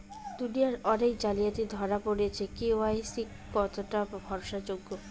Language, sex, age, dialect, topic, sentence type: Bengali, female, 25-30, Rajbangshi, banking, question